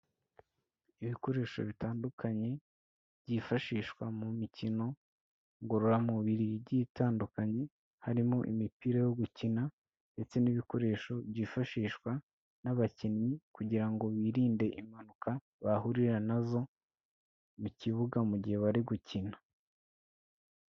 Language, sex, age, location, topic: Kinyarwanda, male, 18-24, Kigali, health